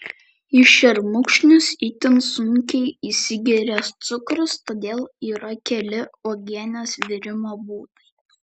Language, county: Lithuanian, Vilnius